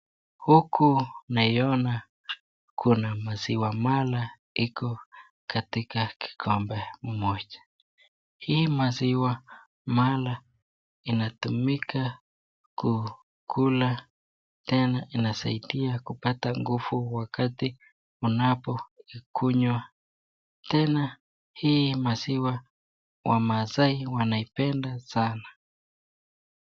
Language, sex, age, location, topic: Swahili, female, 36-49, Nakuru, agriculture